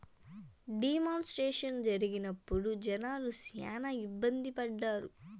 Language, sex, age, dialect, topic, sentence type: Telugu, female, 18-24, Southern, banking, statement